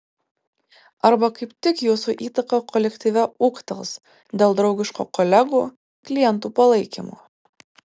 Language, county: Lithuanian, Vilnius